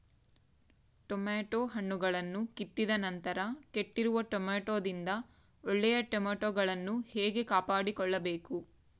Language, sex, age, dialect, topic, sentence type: Kannada, female, 25-30, Central, agriculture, question